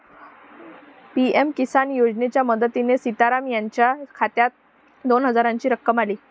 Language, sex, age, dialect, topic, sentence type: Marathi, female, 25-30, Varhadi, agriculture, statement